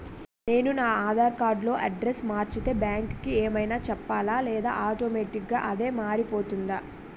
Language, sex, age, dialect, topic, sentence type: Telugu, female, 18-24, Utterandhra, banking, question